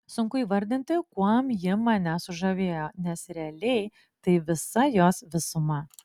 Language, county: Lithuanian, Klaipėda